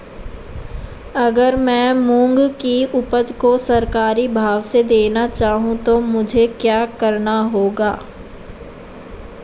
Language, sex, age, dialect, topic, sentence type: Hindi, female, 18-24, Marwari Dhudhari, agriculture, question